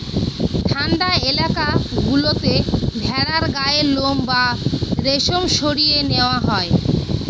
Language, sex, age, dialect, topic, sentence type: Bengali, female, 25-30, Northern/Varendri, agriculture, statement